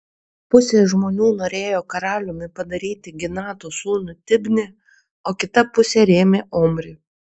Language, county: Lithuanian, Kaunas